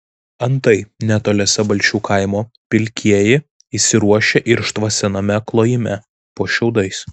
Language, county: Lithuanian, Vilnius